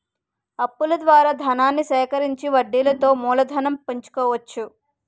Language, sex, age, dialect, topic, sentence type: Telugu, female, 18-24, Utterandhra, banking, statement